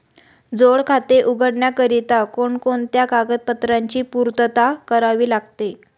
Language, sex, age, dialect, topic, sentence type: Marathi, female, 18-24, Standard Marathi, banking, question